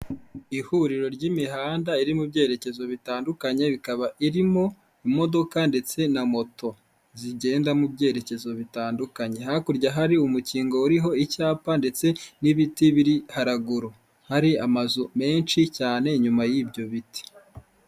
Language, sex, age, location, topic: Kinyarwanda, male, 25-35, Kigali, government